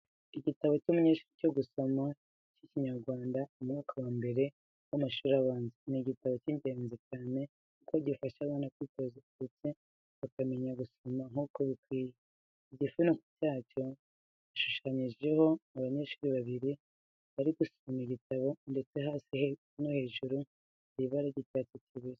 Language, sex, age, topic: Kinyarwanda, female, 36-49, education